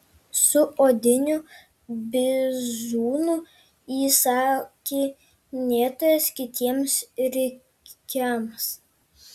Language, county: Lithuanian, Kaunas